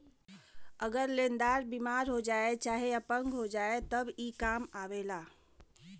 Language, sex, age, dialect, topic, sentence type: Bhojpuri, female, 31-35, Western, banking, statement